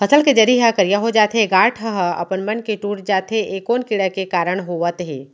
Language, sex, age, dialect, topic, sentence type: Chhattisgarhi, female, 25-30, Central, agriculture, question